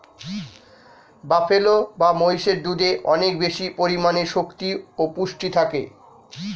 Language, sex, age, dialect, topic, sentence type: Bengali, male, 46-50, Standard Colloquial, agriculture, statement